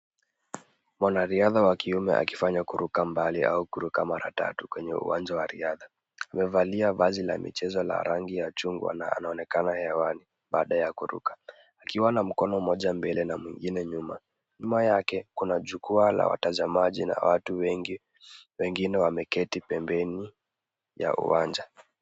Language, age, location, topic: Swahili, 36-49, Kisumu, government